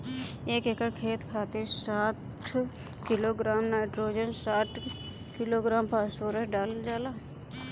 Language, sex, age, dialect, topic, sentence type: Bhojpuri, female, 25-30, Northern, agriculture, question